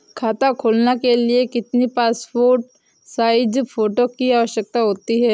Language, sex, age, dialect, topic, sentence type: Hindi, female, 18-24, Awadhi Bundeli, banking, question